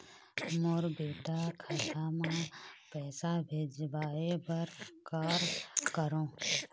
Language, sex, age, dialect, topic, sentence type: Chhattisgarhi, female, 25-30, Eastern, banking, question